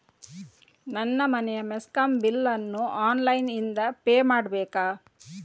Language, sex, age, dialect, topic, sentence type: Kannada, female, 18-24, Coastal/Dakshin, banking, question